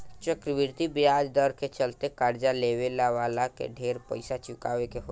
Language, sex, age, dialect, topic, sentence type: Bhojpuri, male, 18-24, Southern / Standard, banking, statement